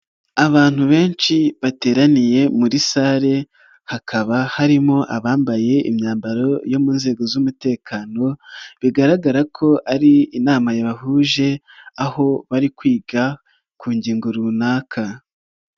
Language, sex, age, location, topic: Kinyarwanda, male, 36-49, Nyagatare, government